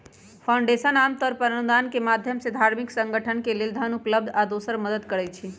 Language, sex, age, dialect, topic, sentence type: Magahi, female, 31-35, Western, banking, statement